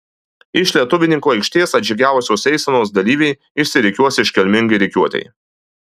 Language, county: Lithuanian, Alytus